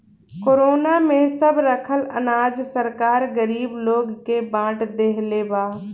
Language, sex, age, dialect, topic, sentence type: Bhojpuri, female, 25-30, Southern / Standard, agriculture, statement